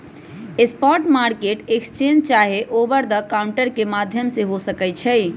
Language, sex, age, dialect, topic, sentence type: Magahi, male, 25-30, Western, banking, statement